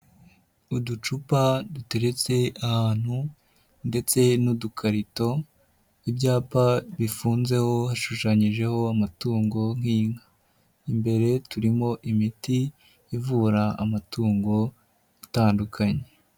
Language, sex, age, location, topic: Kinyarwanda, male, 50+, Nyagatare, agriculture